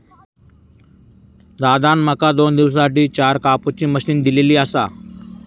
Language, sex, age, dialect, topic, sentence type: Marathi, male, 18-24, Southern Konkan, agriculture, statement